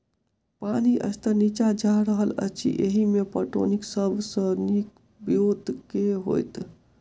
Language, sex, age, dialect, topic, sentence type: Maithili, male, 18-24, Southern/Standard, agriculture, question